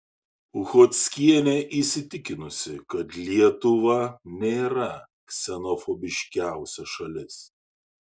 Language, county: Lithuanian, Šiauliai